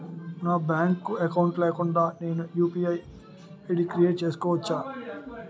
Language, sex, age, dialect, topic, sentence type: Telugu, male, 31-35, Utterandhra, banking, question